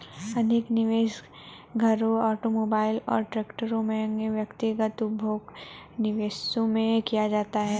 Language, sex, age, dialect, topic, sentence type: Hindi, female, 31-35, Hindustani Malvi Khadi Boli, banking, statement